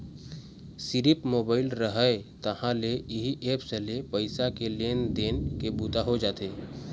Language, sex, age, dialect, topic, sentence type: Chhattisgarhi, male, 18-24, Eastern, banking, statement